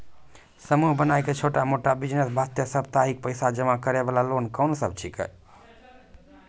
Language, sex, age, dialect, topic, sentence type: Maithili, male, 18-24, Angika, banking, question